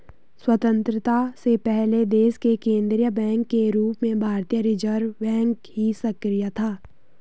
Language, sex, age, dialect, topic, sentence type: Hindi, female, 18-24, Garhwali, banking, statement